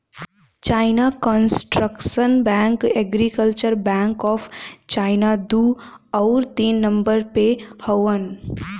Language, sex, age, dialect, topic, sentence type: Bhojpuri, female, 18-24, Western, banking, statement